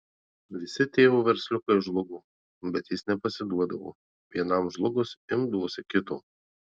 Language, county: Lithuanian, Marijampolė